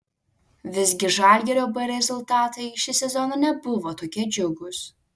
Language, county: Lithuanian, Alytus